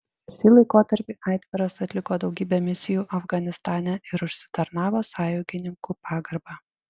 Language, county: Lithuanian, Panevėžys